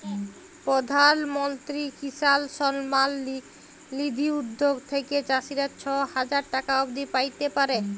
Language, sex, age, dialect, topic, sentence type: Bengali, female, 25-30, Jharkhandi, agriculture, statement